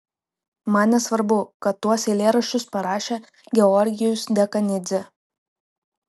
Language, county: Lithuanian, Klaipėda